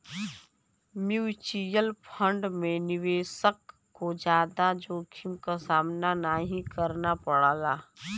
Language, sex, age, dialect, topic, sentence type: Bhojpuri, female, <18, Western, banking, statement